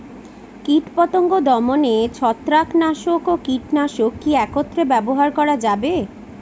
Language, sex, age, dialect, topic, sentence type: Bengali, female, 36-40, Rajbangshi, agriculture, question